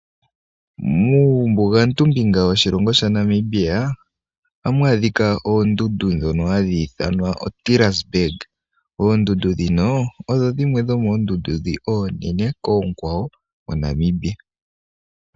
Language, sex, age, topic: Oshiwambo, male, 18-24, agriculture